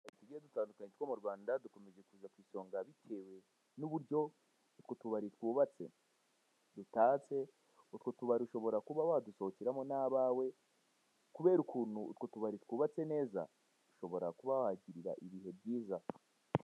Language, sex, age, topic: Kinyarwanda, male, 18-24, finance